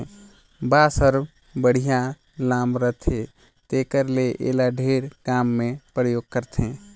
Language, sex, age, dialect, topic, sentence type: Chhattisgarhi, male, 18-24, Northern/Bhandar, agriculture, statement